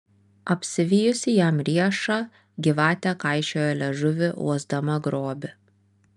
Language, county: Lithuanian, Vilnius